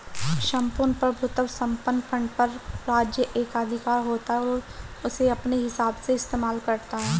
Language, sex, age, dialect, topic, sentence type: Hindi, male, 25-30, Marwari Dhudhari, banking, statement